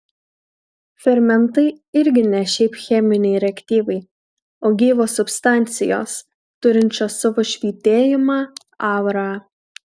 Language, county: Lithuanian, Kaunas